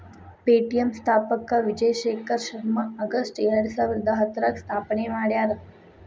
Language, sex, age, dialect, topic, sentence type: Kannada, female, 25-30, Dharwad Kannada, banking, statement